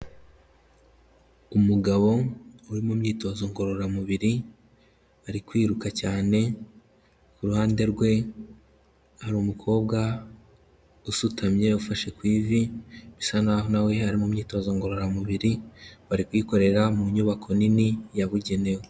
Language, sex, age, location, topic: Kinyarwanda, male, 18-24, Kigali, health